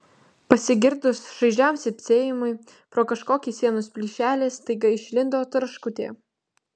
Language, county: Lithuanian, Vilnius